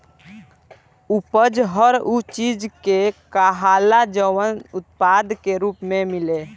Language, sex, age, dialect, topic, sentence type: Bhojpuri, male, <18, Southern / Standard, agriculture, statement